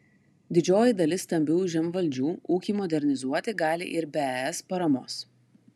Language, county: Lithuanian, Klaipėda